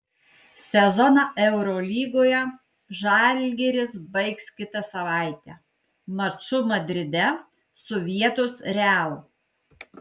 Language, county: Lithuanian, Kaunas